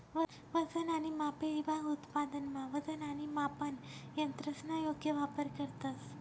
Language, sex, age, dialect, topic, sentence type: Marathi, male, 18-24, Northern Konkan, agriculture, statement